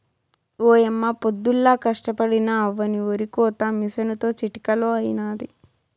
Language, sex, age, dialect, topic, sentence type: Telugu, female, 18-24, Southern, agriculture, statement